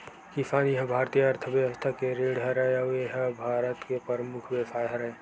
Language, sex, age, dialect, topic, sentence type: Chhattisgarhi, male, 51-55, Western/Budati/Khatahi, agriculture, statement